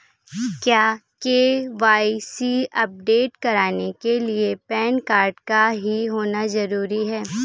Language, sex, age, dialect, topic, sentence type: Hindi, female, 18-24, Kanauji Braj Bhasha, banking, statement